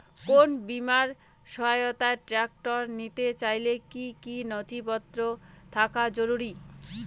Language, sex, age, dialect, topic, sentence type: Bengali, female, 18-24, Rajbangshi, agriculture, question